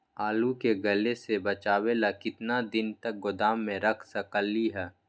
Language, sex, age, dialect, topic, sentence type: Magahi, male, 18-24, Western, agriculture, question